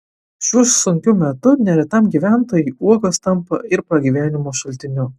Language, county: Lithuanian, Utena